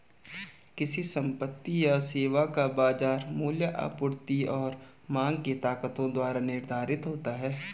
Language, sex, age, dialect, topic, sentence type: Hindi, male, 18-24, Garhwali, agriculture, statement